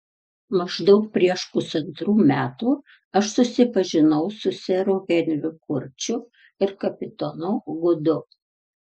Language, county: Lithuanian, Tauragė